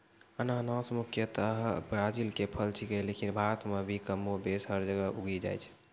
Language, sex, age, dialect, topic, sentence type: Maithili, male, 18-24, Angika, agriculture, statement